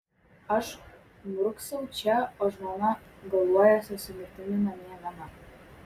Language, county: Lithuanian, Vilnius